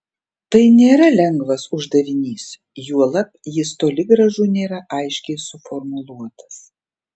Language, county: Lithuanian, Panevėžys